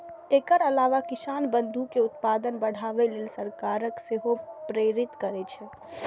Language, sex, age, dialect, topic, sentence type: Maithili, female, 18-24, Eastern / Thethi, agriculture, statement